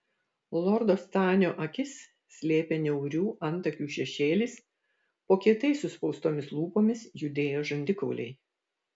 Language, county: Lithuanian, Vilnius